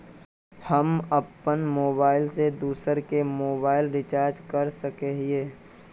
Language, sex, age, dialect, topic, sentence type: Magahi, male, 18-24, Northeastern/Surjapuri, banking, question